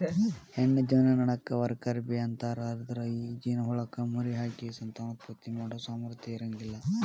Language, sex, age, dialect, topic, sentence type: Kannada, male, 18-24, Dharwad Kannada, agriculture, statement